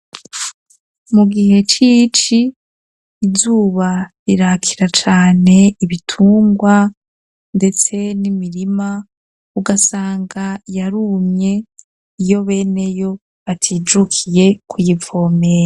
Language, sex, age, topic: Rundi, female, 25-35, education